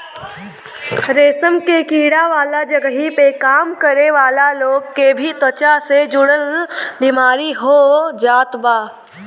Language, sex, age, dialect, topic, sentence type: Bhojpuri, female, 18-24, Western, agriculture, statement